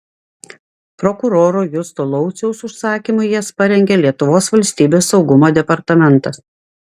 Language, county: Lithuanian, Klaipėda